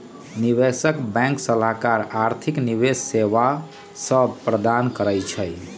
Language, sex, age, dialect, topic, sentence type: Magahi, male, 46-50, Western, banking, statement